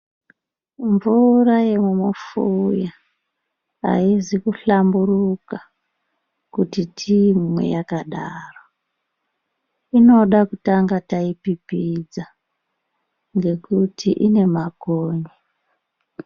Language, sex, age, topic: Ndau, female, 36-49, health